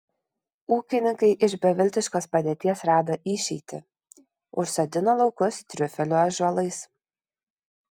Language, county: Lithuanian, Kaunas